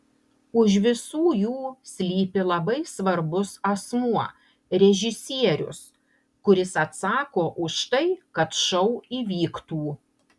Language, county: Lithuanian, Panevėžys